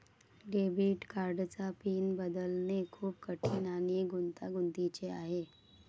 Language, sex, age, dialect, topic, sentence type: Marathi, female, 56-60, Varhadi, banking, statement